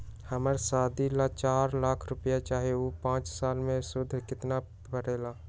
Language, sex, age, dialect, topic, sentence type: Magahi, male, 18-24, Western, banking, question